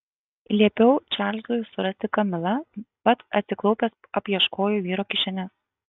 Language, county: Lithuanian, Kaunas